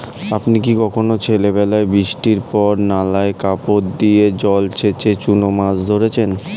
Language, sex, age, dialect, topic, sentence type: Bengali, male, 18-24, Standard Colloquial, agriculture, statement